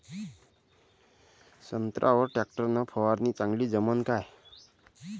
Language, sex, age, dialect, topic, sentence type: Marathi, male, 31-35, Varhadi, agriculture, question